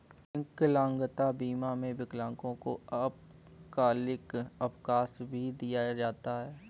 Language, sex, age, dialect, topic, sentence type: Hindi, male, 25-30, Kanauji Braj Bhasha, banking, statement